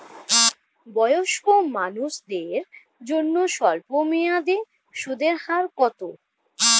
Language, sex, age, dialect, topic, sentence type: Bengali, female, 25-30, Standard Colloquial, banking, question